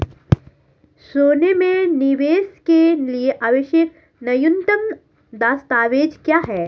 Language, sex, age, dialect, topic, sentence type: Hindi, female, 25-30, Marwari Dhudhari, banking, question